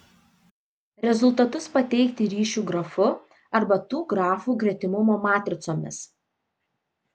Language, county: Lithuanian, Vilnius